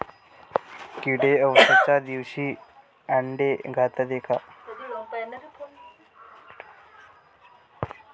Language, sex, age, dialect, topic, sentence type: Marathi, male, 18-24, Varhadi, agriculture, question